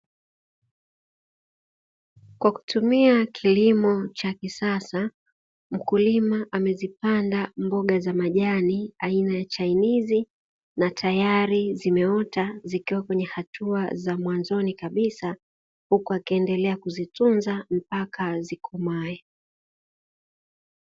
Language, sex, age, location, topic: Swahili, female, 25-35, Dar es Salaam, agriculture